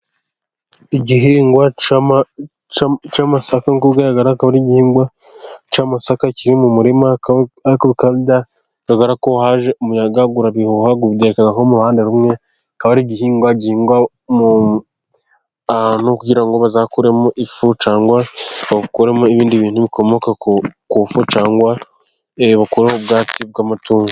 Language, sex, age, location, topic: Kinyarwanda, male, 25-35, Gakenke, agriculture